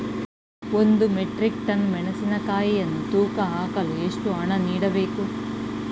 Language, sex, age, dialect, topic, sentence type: Kannada, female, 41-45, Mysore Kannada, agriculture, question